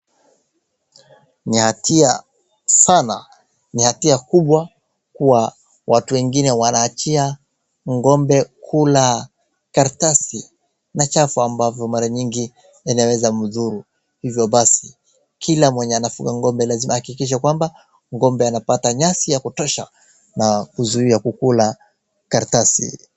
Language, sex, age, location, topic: Swahili, male, 25-35, Wajir, agriculture